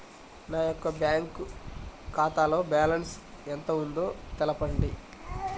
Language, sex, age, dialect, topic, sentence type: Telugu, male, 25-30, Central/Coastal, banking, question